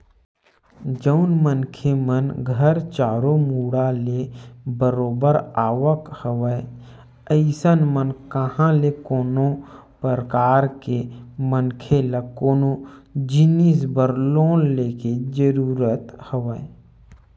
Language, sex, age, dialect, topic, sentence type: Chhattisgarhi, male, 25-30, Western/Budati/Khatahi, banking, statement